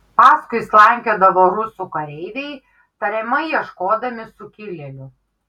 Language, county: Lithuanian, Kaunas